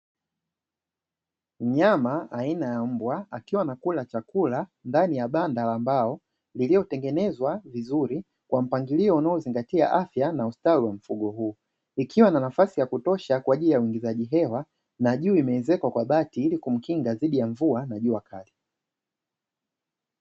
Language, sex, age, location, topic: Swahili, male, 25-35, Dar es Salaam, agriculture